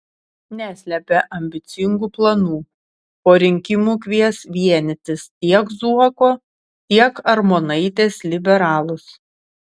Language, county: Lithuanian, Šiauliai